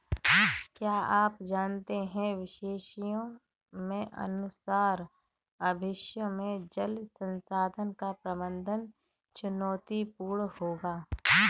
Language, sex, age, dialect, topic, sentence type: Hindi, female, 31-35, Kanauji Braj Bhasha, agriculture, statement